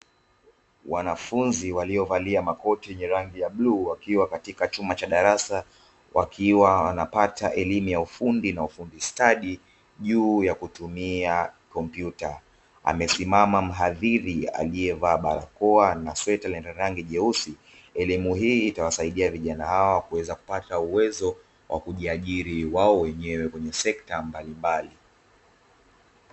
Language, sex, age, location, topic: Swahili, male, 25-35, Dar es Salaam, education